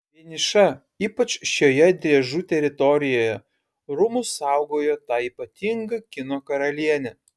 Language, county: Lithuanian, Kaunas